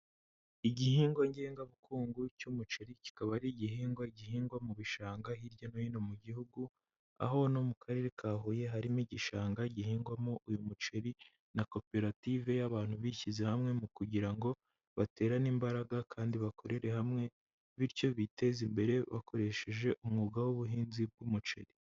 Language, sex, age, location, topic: Kinyarwanda, male, 18-24, Huye, agriculture